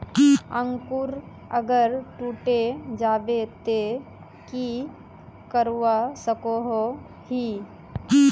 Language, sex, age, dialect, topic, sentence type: Magahi, female, 18-24, Northeastern/Surjapuri, agriculture, question